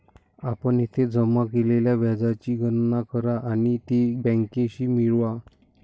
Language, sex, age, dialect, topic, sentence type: Marathi, male, 60-100, Standard Marathi, banking, statement